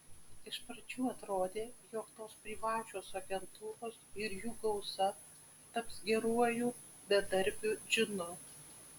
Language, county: Lithuanian, Vilnius